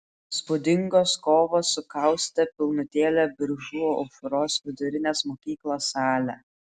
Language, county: Lithuanian, Klaipėda